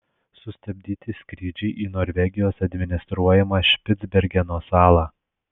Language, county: Lithuanian, Alytus